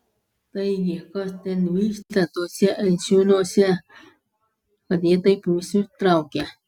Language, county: Lithuanian, Klaipėda